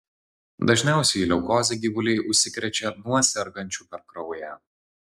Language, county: Lithuanian, Vilnius